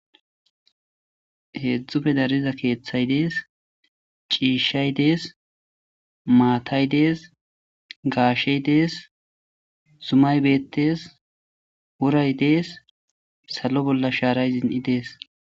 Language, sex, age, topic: Gamo, male, 25-35, agriculture